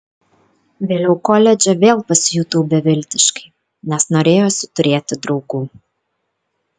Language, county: Lithuanian, Kaunas